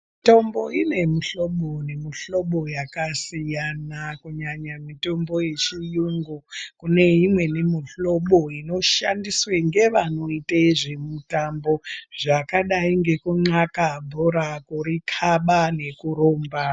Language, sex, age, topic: Ndau, female, 25-35, health